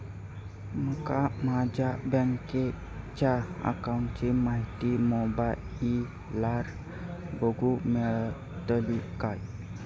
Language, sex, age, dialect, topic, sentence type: Marathi, male, 18-24, Southern Konkan, banking, question